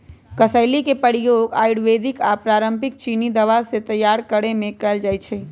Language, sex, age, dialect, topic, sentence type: Magahi, male, 25-30, Western, agriculture, statement